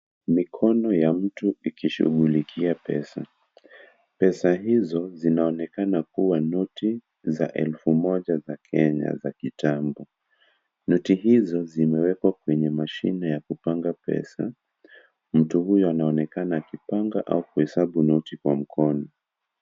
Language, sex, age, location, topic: Swahili, male, 25-35, Kisii, finance